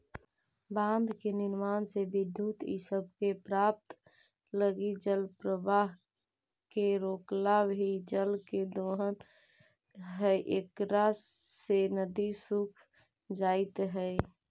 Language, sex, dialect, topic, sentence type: Magahi, female, Central/Standard, banking, statement